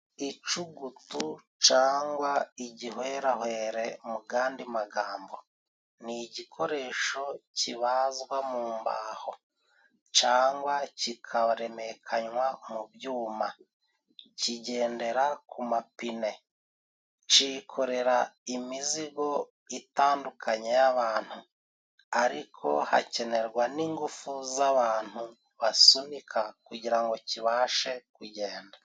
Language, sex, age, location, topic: Kinyarwanda, male, 36-49, Musanze, government